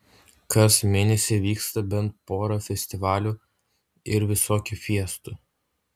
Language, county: Lithuanian, Utena